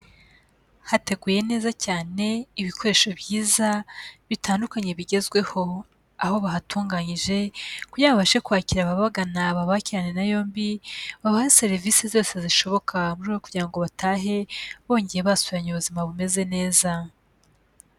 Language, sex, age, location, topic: Kinyarwanda, female, 25-35, Kigali, health